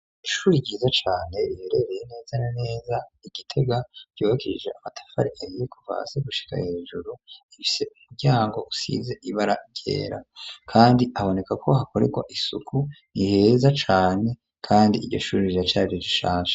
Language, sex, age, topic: Rundi, male, 36-49, education